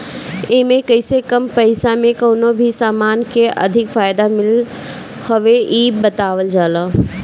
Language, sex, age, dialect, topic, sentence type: Bhojpuri, female, 18-24, Northern, banking, statement